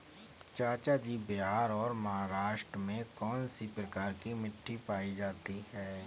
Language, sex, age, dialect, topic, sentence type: Hindi, male, 31-35, Kanauji Braj Bhasha, agriculture, statement